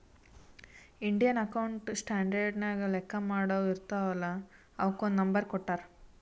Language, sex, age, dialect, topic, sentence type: Kannada, female, 18-24, Northeastern, banking, statement